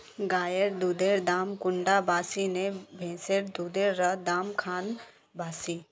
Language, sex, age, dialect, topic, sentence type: Magahi, female, 18-24, Northeastern/Surjapuri, agriculture, question